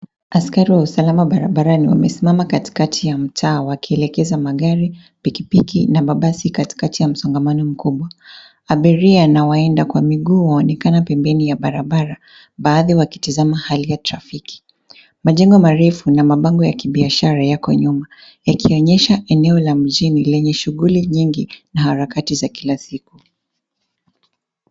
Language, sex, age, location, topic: Swahili, female, 25-35, Nairobi, government